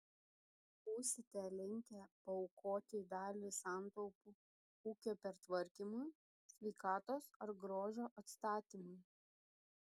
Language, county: Lithuanian, Šiauliai